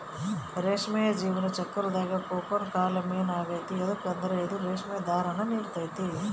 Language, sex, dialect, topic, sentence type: Kannada, female, Central, agriculture, statement